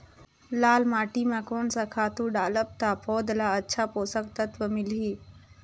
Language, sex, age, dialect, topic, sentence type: Chhattisgarhi, female, 41-45, Northern/Bhandar, agriculture, question